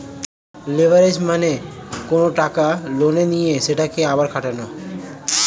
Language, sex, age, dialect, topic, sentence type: Bengali, male, 18-24, Standard Colloquial, banking, statement